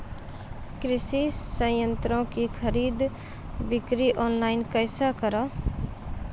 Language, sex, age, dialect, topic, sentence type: Maithili, female, 25-30, Angika, agriculture, question